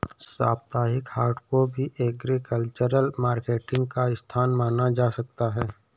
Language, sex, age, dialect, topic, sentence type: Hindi, male, 18-24, Awadhi Bundeli, agriculture, statement